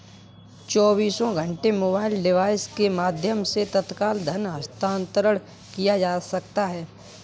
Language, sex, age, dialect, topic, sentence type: Hindi, male, 25-30, Kanauji Braj Bhasha, banking, statement